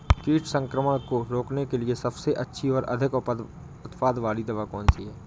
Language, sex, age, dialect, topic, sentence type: Hindi, male, 18-24, Awadhi Bundeli, agriculture, question